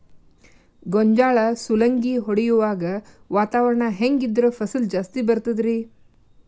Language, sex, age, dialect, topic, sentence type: Kannada, female, 46-50, Dharwad Kannada, agriculture, question